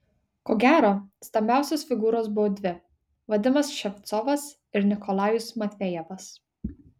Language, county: Lithuanian, Kaunas